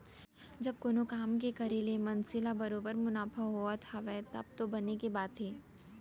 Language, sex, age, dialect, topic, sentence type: Chhattisgarhi, female, 18-24, Central, banking, statement